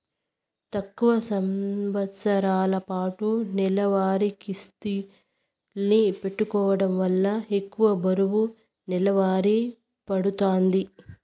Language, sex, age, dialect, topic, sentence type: Telugu, female, 56-60, Southern, banking, statement